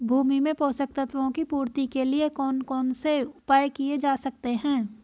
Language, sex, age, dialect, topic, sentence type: Hindi, female, 18-24, Hindustani Malvi Khadi Boli, agriculture, question